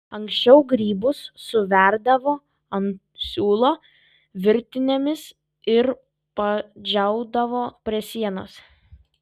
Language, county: Lithuanian, Kaunas